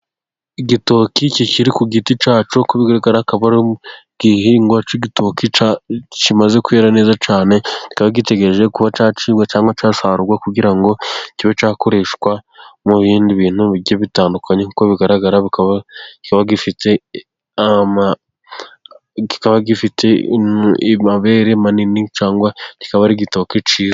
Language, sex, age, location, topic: Kinyarwanda, male, 25-35, Gakenke, agriculture